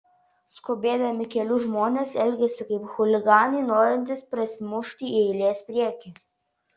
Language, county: Lithuanian, Vilnius